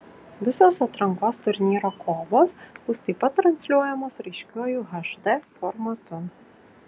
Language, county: Lithuanian, Kaunas